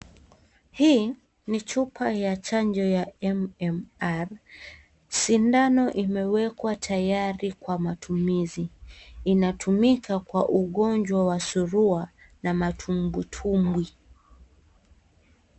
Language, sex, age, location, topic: Swahili, female, 18-24, Kisii, health